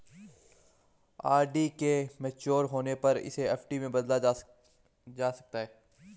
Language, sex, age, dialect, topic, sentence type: Hindi, male, 25-30, Marwari Dhudhari, banking, statement